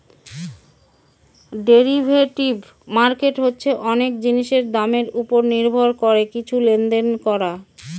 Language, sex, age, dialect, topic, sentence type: Bengali, female, 31-35, Northern/Varendri, banking, statement